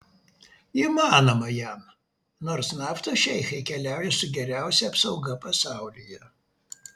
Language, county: Lithuanian, Vilnius